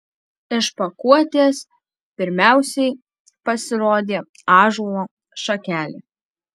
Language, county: Lithuanian, Alytus